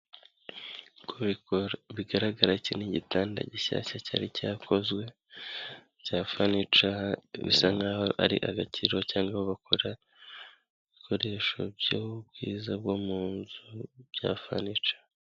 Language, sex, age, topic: Kinyarwanda, male, 25-35, finance